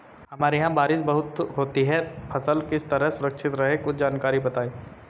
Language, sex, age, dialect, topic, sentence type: Hindi, female, 25-30, Marwari Dhudhari, agriculture, question